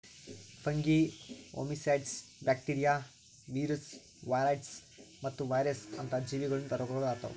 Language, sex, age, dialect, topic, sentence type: Kannada, male, 18-24, Northeastern, agriculture, statement